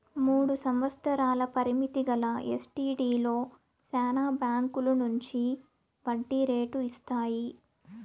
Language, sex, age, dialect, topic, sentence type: Telugu, female, 18-24, Southern, banking, statement